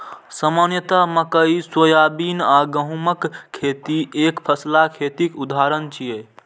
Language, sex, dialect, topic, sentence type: Maithili, male, Eastern / Thethi, agriculture, statement